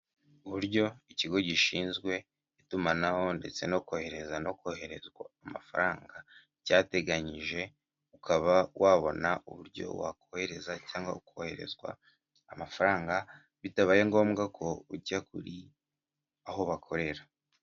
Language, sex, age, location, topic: Kinyarwanda, male, 18-24, Kigali, finance